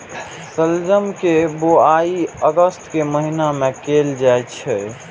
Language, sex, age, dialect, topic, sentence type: Maithili, male, 18-24, Eastern / Thethi, agriculture, statement